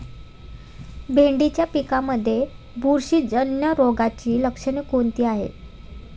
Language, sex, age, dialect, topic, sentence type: Marathi, female, 18-24, Standard Marathi, agriculture, question